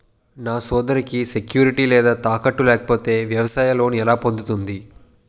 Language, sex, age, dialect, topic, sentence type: Telugu, male, 18-24, Utterandhra, agriculture, statement